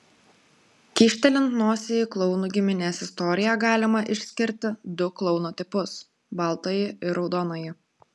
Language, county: Lithuanian, Klaipėda